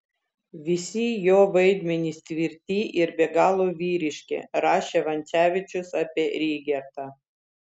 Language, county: Lithuanian, Vilnius